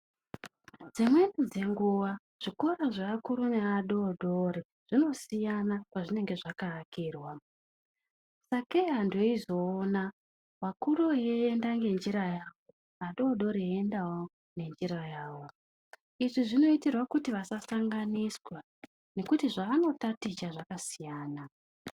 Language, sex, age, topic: Ndau, female, 25-35, education